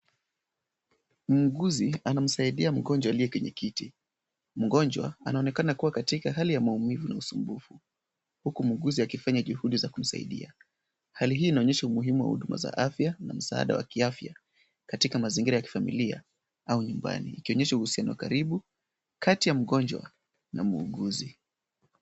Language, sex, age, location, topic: Swahili, male, 18-24, Kisumu, health